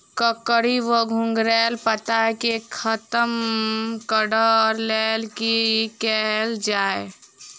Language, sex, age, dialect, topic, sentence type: Maithili, female, 18-24, Southern/Standard, agriculture, question